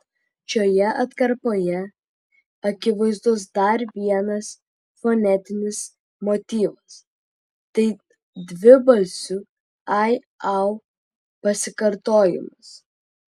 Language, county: Lithuanian, Vilnius